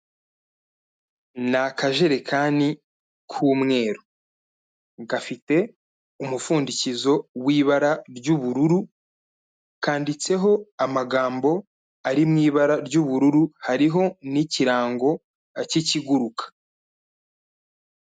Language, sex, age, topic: Kinyarwanda, male, 25-35, health